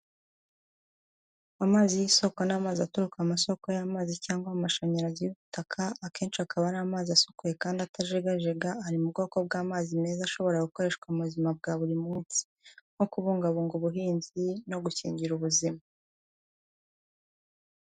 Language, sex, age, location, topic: Kinyarwanda, female, 18-24, Kigali, health